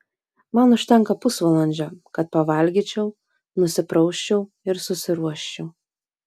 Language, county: Lithuanian, Vilnius